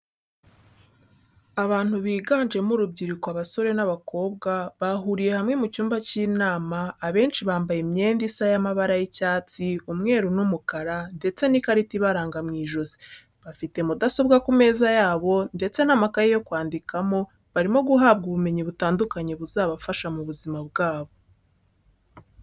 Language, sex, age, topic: Kinyarwanda, female, 18-24, education